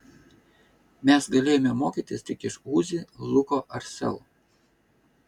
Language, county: Lithuanian, Vilnius